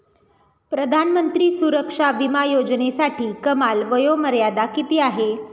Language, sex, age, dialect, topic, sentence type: Marathi, female, 18-24, Standard Marathi, banking, statement